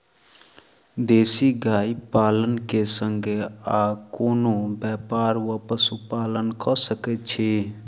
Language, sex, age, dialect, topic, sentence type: Maithili, male, 36-40, Southern/Standard, agriculture, question